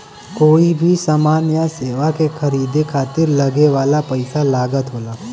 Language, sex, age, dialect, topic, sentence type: Bhojpuri, male, 18-24, Western, banking, statement